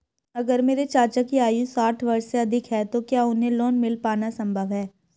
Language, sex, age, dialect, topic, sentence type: Hindi, female, 18-24, Marwari Dhudhari, banking, statement